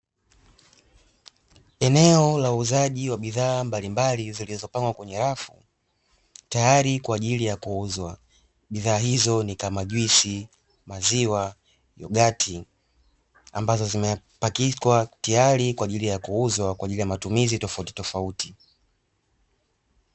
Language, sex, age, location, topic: Swahili, male, 18-24, Dar es Salaam, finance